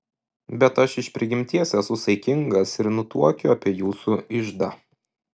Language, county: Lithuanian, Šiauliai